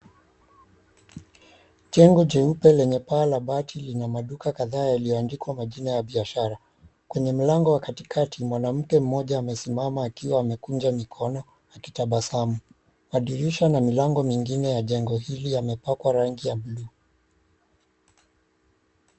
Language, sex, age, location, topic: Swahili, male, 36-49, Mombasa, finance